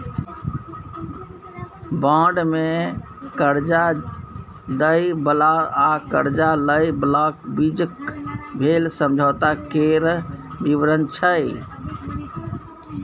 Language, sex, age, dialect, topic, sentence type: Maithili, male, 41-45, Bajjika, banking, statement